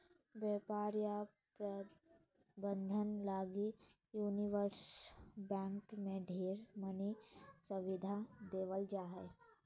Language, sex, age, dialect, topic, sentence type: Magahi, female, 25-30, Southern, banking, statement